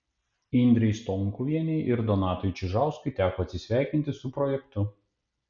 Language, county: Lithuanian, Panevėžys